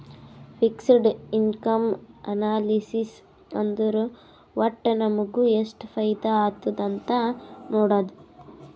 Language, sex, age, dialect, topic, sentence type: Kannada, female, 18-24, Northeastern, banking, statement